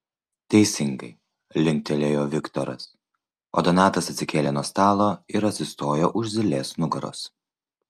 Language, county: Lithuanian, Vilnius